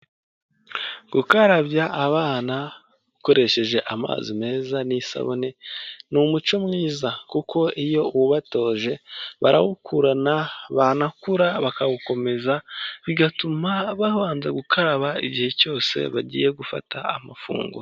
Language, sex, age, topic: Kinyarwanda, male, 18-24, health